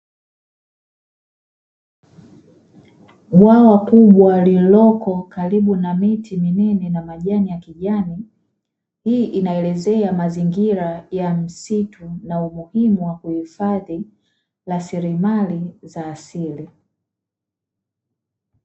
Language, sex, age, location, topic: Swahili, female, 25-35, Dar es Salaam, agriculture